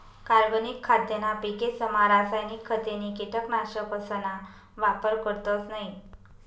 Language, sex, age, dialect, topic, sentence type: Marathi, female, 18-24, Northern Konkan, agriculture, statement